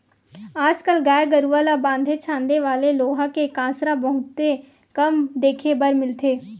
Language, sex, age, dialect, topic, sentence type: Chhattisgarhi, female, 18-24, Western/Budati/Khatahi, agriculture, statement